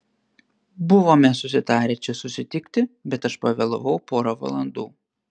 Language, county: Lithuanian, Panevėžys